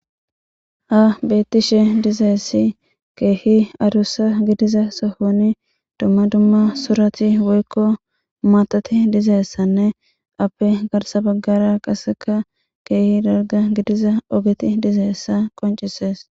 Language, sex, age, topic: Gamo, female, 18-24, government